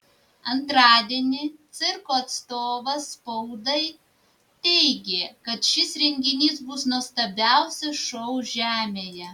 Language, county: Lithuanian, Vilnius